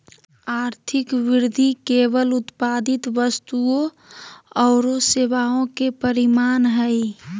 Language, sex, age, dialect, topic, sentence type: Magahi, male, 31-35, Southern, banking, statement